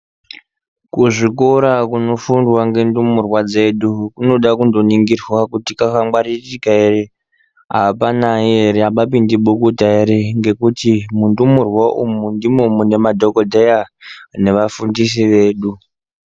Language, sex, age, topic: Ndau, male, 18-24, education